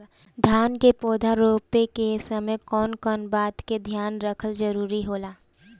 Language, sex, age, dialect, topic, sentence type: Bhojpuri, female, 18-24, Northern, agriculture, question